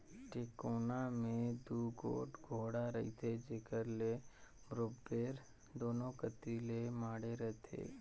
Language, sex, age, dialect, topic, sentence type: Chhattisgarhi, male, 25-30, Northern/Bhandar, agriculture, statement